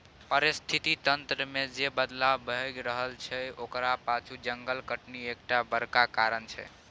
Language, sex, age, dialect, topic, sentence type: Maithili, male, 18-24, Bajjika, agriculture, statement